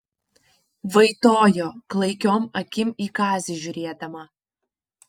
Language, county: Lithuanian, Panevėžys